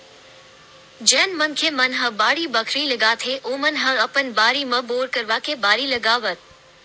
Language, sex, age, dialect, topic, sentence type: Chhattisgarhi, male, 18-24, Western/Budati/Khatahi, agriculture, statement